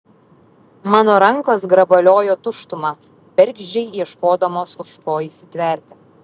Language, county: Lithuanian, Vilnius